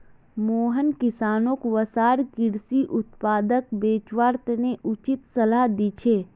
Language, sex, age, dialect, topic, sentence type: Magahi, female, 25-30, Northeastern/Surjapuri, agriculture, statement